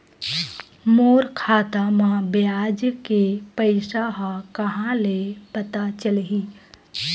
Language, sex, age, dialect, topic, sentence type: Chhattisgarhi, female, 25-30, Western/Budati/Khatahi, banking, question